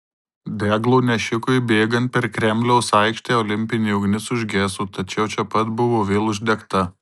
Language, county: Lithuanian, Marijampolė